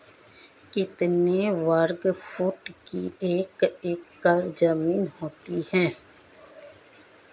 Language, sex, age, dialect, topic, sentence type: Hindi, female, 25-30, Marwari Dhudhari, agriculture, question